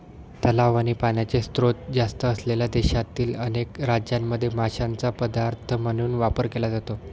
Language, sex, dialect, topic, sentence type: Marathi, male, Standard Marathi, agriculture, statement